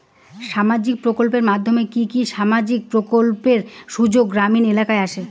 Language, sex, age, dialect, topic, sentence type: Bengali, female, 25-30, Rajbangshi, banking, question